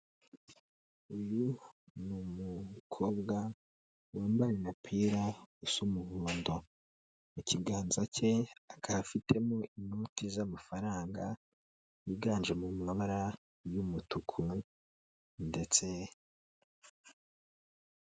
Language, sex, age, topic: Kinyarwanda, male, 25-35, finance